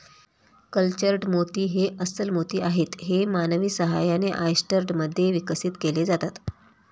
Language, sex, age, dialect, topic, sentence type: Marathi, female, 31-35, Standard Marathi, agriculture, statement